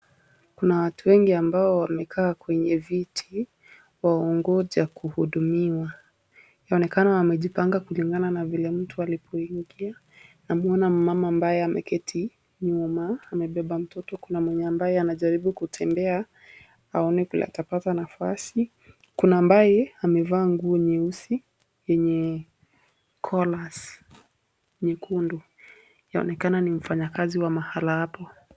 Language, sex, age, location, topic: Swahili, female, 18-24, Kisumu, government